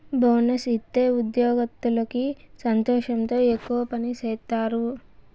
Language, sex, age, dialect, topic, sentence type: Telugu, female, 18-24, Southern, banking, statement